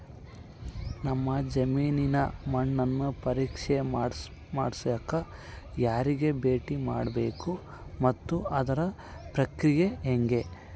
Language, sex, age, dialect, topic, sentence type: Kannada, male, 51-55, Central, agriculture, question